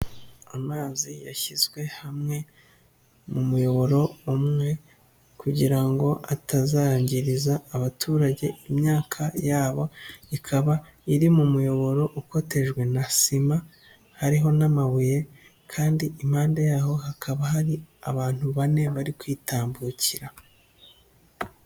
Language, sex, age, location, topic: Kinyarwanda, male, 25-35, Nyagatare, agriculture